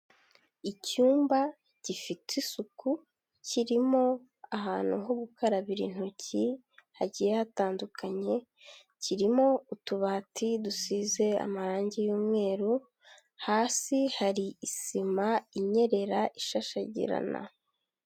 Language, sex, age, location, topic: Kinyarwanda, female, 18-24, Kigali, health